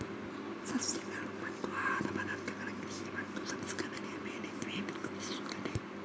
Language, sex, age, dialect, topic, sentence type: Kannada, male, 31-35, Coastal/Dakshin, agriculture, statement